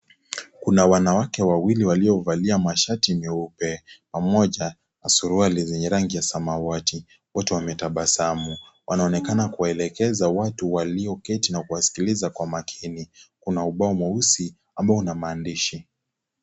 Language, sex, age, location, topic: Swahili, male, 18-24, Kisii, health